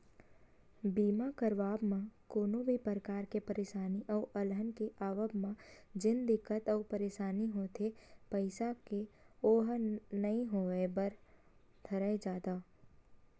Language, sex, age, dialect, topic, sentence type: Chhattisgarhi, female, 18-24, Western/Budati/Khatahi, banking, statement